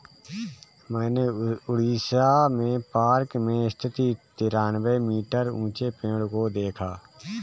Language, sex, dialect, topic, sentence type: Hindi, male, Kanauji Braj Bhasha, agriculture, statement